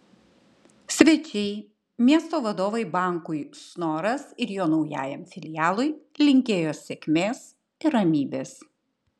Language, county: Lithuanian, Klaipėda